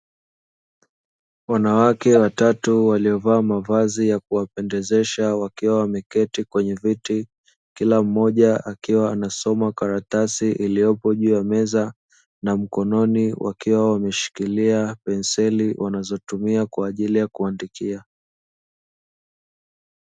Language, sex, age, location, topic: Swahili, male, 25-35, Dar es Salaam, education